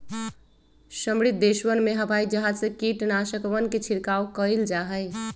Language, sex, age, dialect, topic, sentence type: Magahi, female, 25-30, Western, agriculture, statement